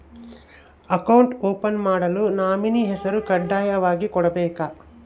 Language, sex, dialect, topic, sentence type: Kannada, male, Central, banking, question